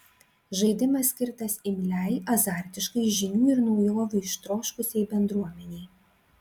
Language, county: Lithuanian, Klaipėda